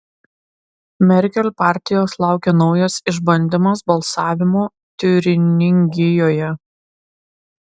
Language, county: Lithuanian, Klaipėda